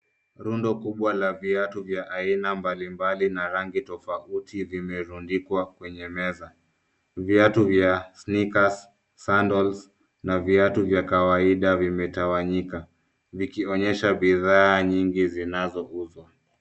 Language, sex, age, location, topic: Swahili, male, 25-35, Nairobi, finance